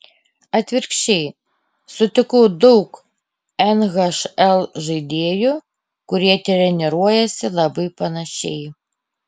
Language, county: Lithuanian, Panevėžys